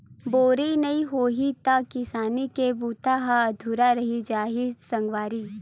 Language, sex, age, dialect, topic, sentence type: Chhattisgarhi, female, 18-24, Western/Budati/Khatahi, agriculture, statement